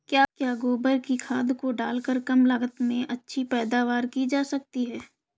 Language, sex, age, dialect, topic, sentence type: Hindi, female, 25-30, Awadhi Bundeli, agriculture, question